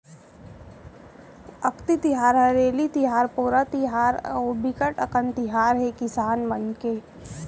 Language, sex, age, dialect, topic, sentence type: Chhattisgarhi, female, 18-24, Central, agriculture, statement